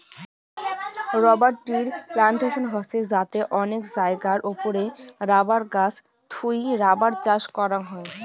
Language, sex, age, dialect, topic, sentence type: Bengali, female, 18-24, Rajbangshi, agriculture, statement